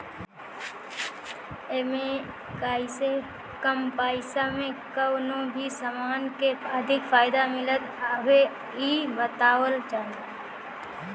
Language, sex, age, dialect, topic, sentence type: Bhojpuri, female, 18-24, Northern, banking, statement